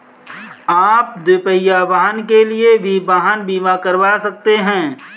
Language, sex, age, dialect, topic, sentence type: Hindi, male, 25-30, Kanauji Braj Bhasha, banking, statement